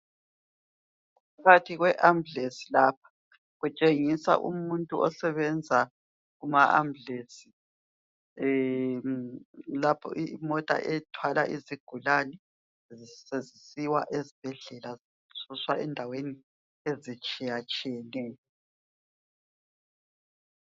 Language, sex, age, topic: North Ndebele, female, 50+, health